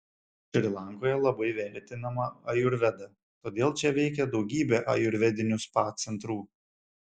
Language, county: Lithuanian, Šiauliai